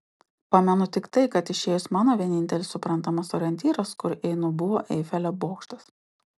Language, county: Lithuanian, Utena